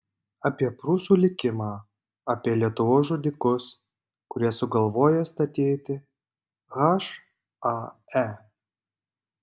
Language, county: Lithuanian, Panevėžys